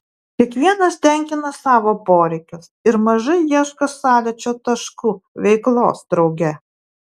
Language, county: Lithuanian, Vilnius